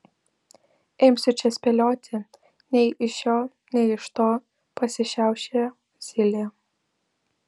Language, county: Lithuanian, Vilnius